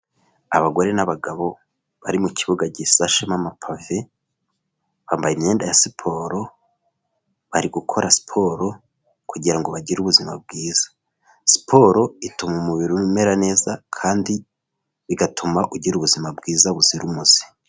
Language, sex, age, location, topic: Kinyarwanda, male, 25-35, Kigali, health